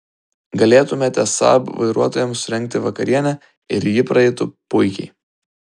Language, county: Lithuanian, Vilnius